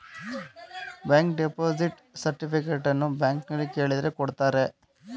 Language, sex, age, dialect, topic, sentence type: Kannada, male, 25-30, Mysore Kannada, banking, statement